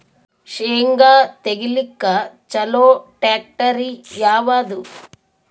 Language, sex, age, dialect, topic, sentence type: Kannada, female, 60-100, Northeastern, agriculture, question